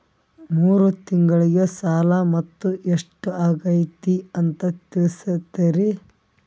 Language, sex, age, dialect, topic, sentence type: Kannada, male, 25-30, Northeastern, banking, question